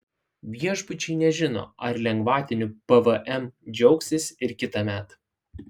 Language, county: Lithuanian, Šiauliai